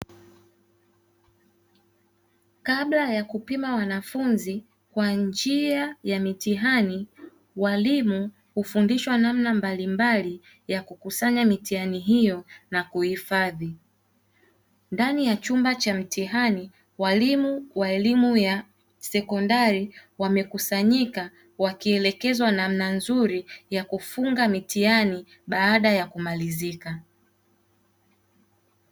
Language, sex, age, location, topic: Swahili, female, 18-24, Dar es Salaam, education